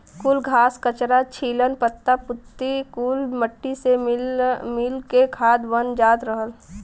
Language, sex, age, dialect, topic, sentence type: Bhojpuri, female, 18-24, Western, agriculture, statement